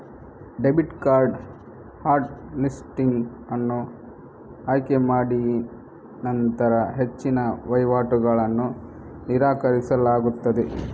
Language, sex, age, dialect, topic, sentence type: Kannada, male, 31-35, Coastal/Dakshin, banking, statement